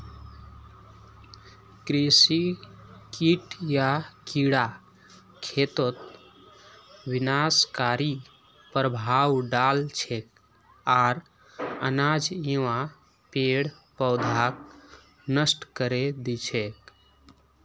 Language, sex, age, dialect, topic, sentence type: Magahi, male, 18-24, Northeastern/Surjapuri, agriculture, statement